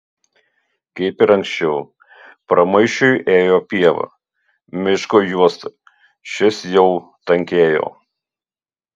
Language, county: Lithuanian, Utena